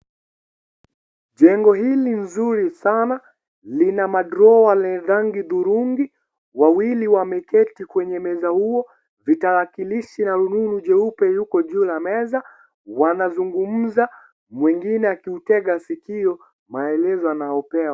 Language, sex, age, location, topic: Swahili, male, 18-24, Kisii, government